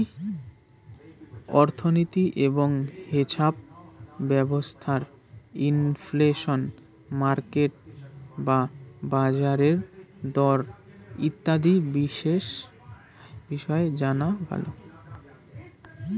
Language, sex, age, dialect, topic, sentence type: Bengali, male, 18-24, Rajbangshi, banking, statement